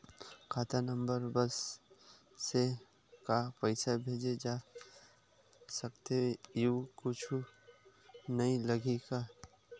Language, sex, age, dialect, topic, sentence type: Chhattisgarhi, male, 25-30, Western/Budati/Khatahi, banking, question